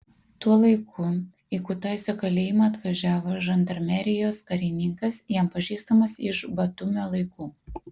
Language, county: Lithuanian, Kaunas